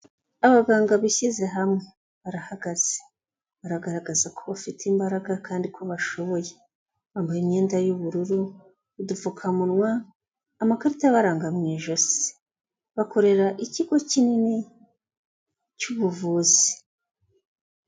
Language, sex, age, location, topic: Kinyarwanda, female, 36-49, Kigali, health